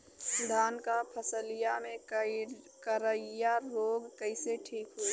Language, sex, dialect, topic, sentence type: Bhojpuri, female, Western, agriculture, question